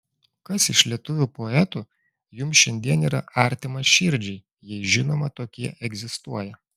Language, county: Lithuanian, Klaipėda